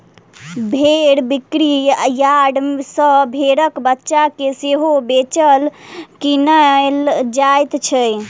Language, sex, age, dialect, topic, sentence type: Maithili, female, 18-24, Southern/Standard, agriculture, statement